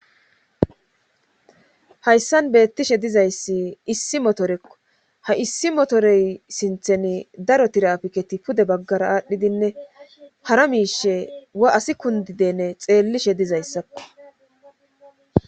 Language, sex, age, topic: Gamo, female, 25-35, government